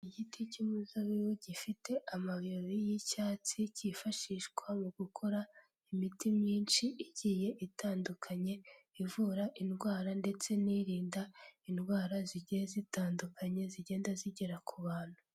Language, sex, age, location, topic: Kinyarwanda, female, 18-24, Kigali, health